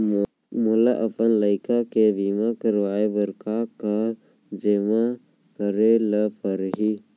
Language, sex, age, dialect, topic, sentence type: Chhattisgarhi, male, 18-24, Central, banking, question